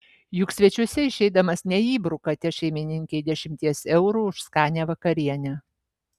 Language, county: Lithuanian, Vilnius